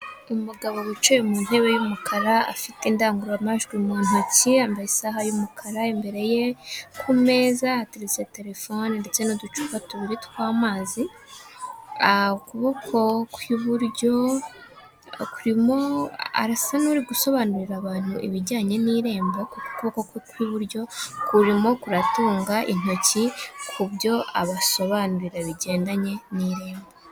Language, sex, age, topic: Kinyarwanda, female, 18-24, government